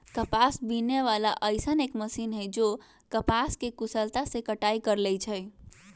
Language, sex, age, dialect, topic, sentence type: Magahi, female, 18-24, Western, agriculture, statement